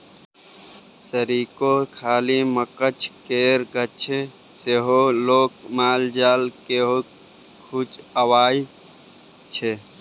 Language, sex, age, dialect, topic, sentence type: Maithili, male, 18-24, Bajjika, agriculture, statement